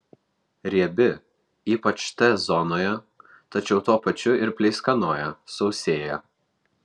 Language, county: Lithuanian, Vilnius